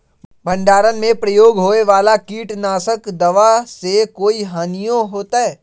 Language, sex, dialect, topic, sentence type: Magahi, male, Western, agriculture, question